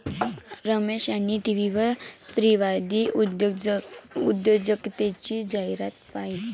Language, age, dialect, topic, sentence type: Marathi, <18, Varhadi, banking, statement